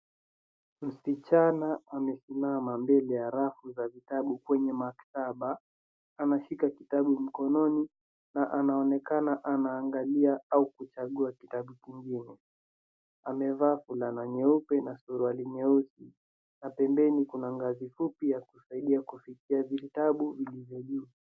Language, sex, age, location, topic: Swahili, male, 50+, Nairobi, education